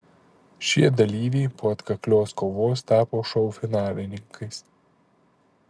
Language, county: Lithuanian, Panevėžys